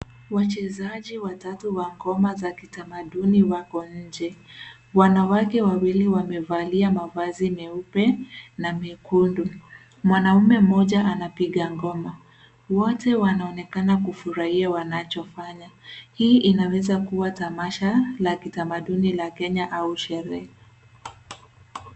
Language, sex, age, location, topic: Swahili, female, 18-24, Nairobi, government